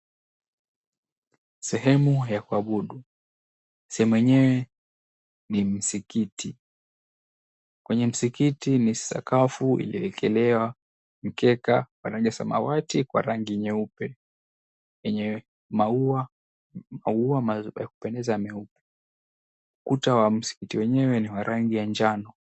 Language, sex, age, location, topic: Swahili, male, 18-24, Mombasa, government